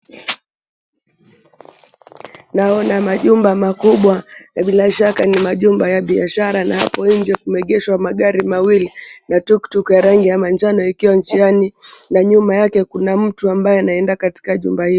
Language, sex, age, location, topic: Swahili, female, 25-35, Mombasa, government